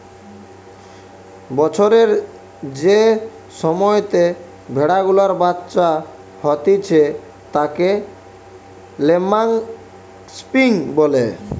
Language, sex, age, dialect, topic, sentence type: Bengali, male, 18-24, Western, agriculture, statement